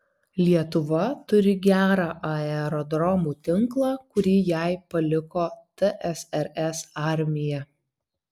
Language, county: Lithuanian, Vilnius